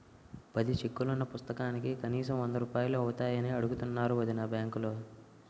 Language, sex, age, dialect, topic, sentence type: Telugu, male, 18-24, Utterandhra, banking, statement